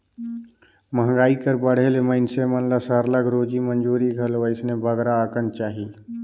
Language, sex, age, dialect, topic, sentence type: Chhattisgarhi, male, 31-35, Northern/Bhandar, agriculture, statement